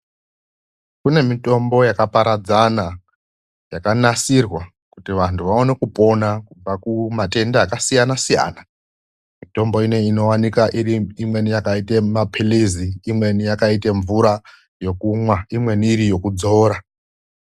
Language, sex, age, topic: Ndau, male, 36-49, health